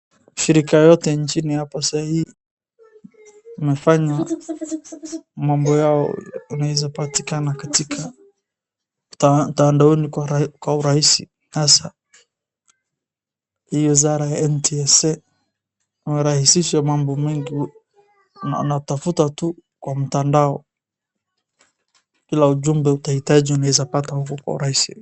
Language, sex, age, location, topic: Swahili, male, 25-35, Wajir, finance